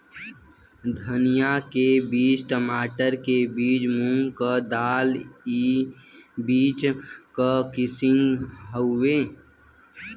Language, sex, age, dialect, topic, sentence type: Bhojpuri, female, 18-24, Western, agriculture, statement